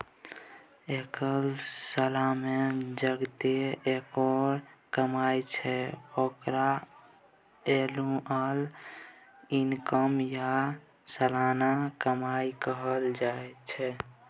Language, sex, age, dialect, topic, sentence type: Maithili, male, 18-24, Bajjika, banking, statement